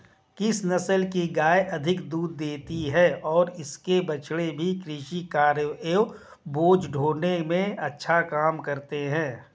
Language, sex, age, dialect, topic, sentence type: Hindi, male, 36-40, Hindustani Malvi Khadi Boli, agriculture, question